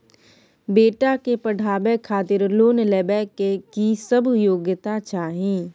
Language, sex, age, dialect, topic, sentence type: Maithili, female, 18-24, Bajjika, banking, question